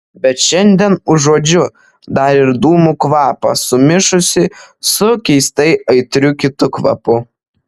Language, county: Lithuanian, Vilnius